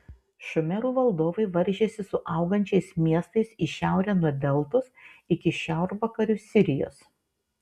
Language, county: Lithuanian, Vilnius